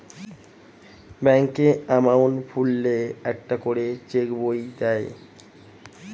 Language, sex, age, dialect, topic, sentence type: Bengali, male, 18-24, Standard Colloquial, banking, statement